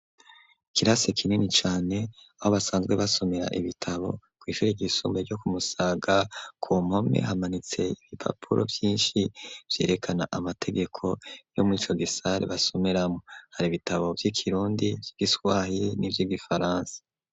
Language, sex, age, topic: Rundi, female, 18-24, education